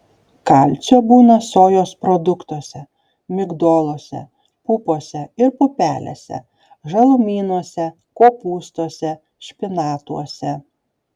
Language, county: Lithuanian, Šiauliai